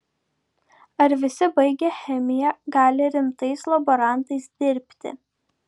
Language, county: Lithuanian, Klaipėda